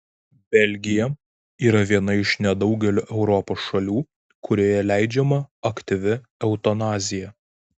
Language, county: Lithuanian, Vilnius